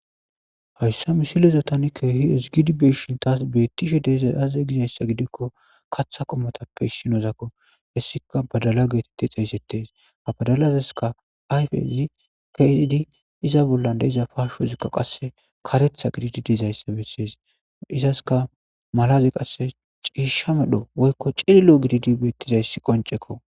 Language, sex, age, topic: Gamo, male, 25-35, agriculture